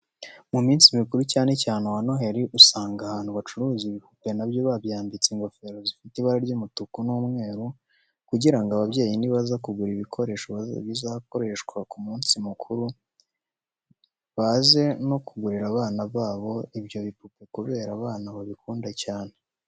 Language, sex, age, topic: Kinyarwanda, male, 18-24, education